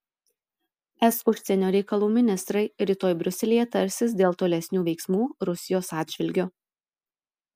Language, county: Lithuanian, Telšiai